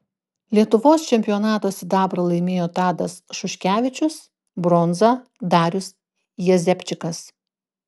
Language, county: Lithuanian, Klaipėda